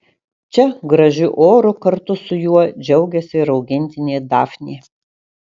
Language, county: Lithuanian, Kaunas